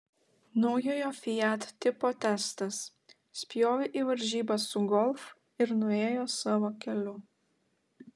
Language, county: Lithuanian, Klaipėda